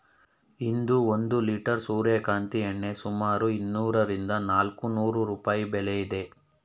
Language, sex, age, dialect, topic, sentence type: Kannada, male, 31-35, Mysore Kannada, agriculture, statement